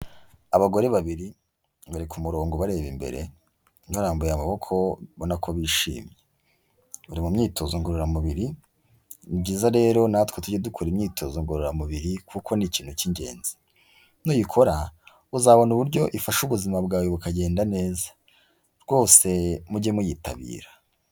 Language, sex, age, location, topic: Kinyarwanda, male, 18-24, Huye, health